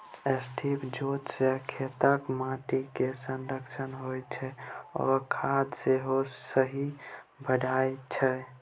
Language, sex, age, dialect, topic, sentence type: Maithili, male, 18-24, Bajjika, agriculture, statement